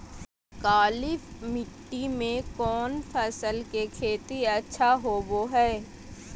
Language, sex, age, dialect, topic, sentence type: Magahi, female, 18-24, Southern, agriculture, question